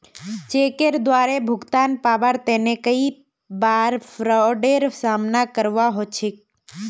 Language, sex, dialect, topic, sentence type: Magahi, female, Northeastern/Surjapuri, banking, statement